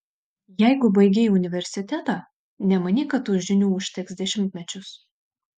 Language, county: Lithuanian, Šiauliai